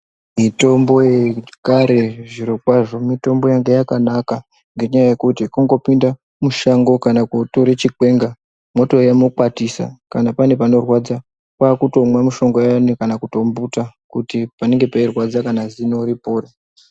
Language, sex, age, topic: Ndau, female, 36-49, health